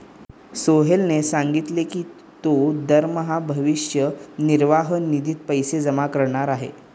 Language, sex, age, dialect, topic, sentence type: Marathi, male, 18-24, Standard Marathi, banking, statement